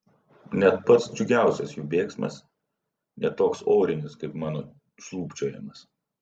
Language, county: Lithuanian, Vilnius